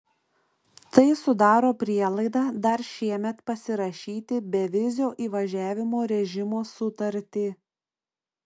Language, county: Lithuanian, Šiauliai